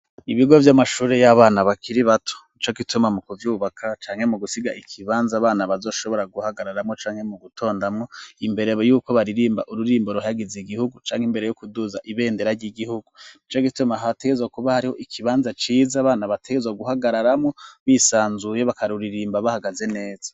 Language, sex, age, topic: Rundi, male, 36-49, education